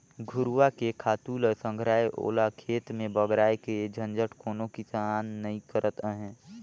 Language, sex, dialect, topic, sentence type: Chhattisgarhi, male, Northern/Bhandar, agriculture, statement